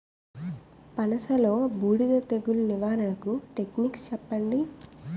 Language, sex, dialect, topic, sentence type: Telugu, female, Utterandhra, agriculture, question